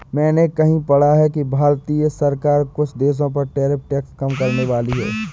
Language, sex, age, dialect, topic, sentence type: Hindi, male, 25-30, Awadhi Bundeli, banking, statement